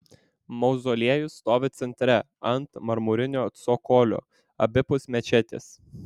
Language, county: Lithuanian, Vilnius